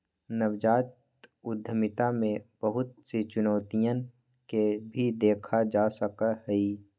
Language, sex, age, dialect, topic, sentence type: Magahi, male, 18-24, Western, banking, statement